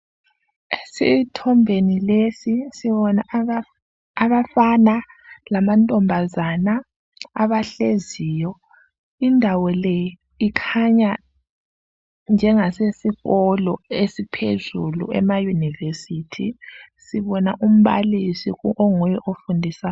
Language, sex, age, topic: North Ndebele, female, 25-35, education